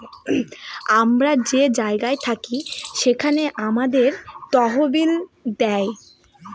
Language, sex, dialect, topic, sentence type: Bengali, female, Northern/Varendri, banking, statement